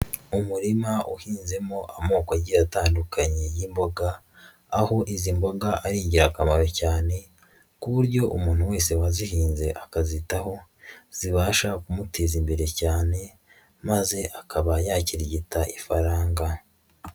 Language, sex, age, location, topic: Kinyarwanda, female, 18-24, Nyagatare, agriculture